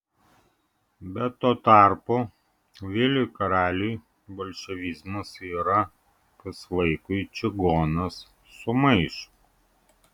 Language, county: Lithuanian, Vilnius